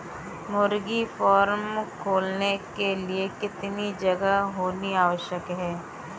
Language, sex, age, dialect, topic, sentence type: Hindi, female, 18-24, Kanauji Braj Bhasha, agriculture, question